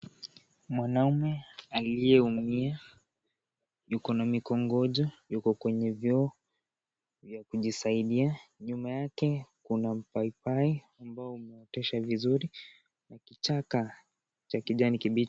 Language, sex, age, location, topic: Swahili, male, 18-24, Kisii, health